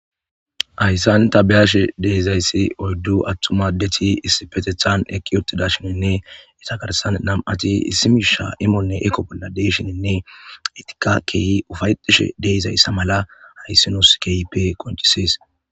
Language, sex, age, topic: Gamo, female, 18-24, government